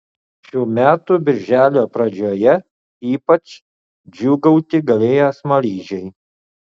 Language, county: Lithuanian, Utena